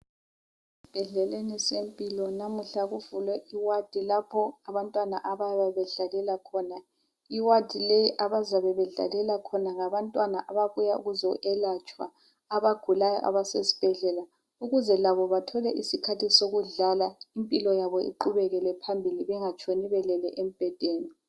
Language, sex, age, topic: North Ndebele, female, 50+, health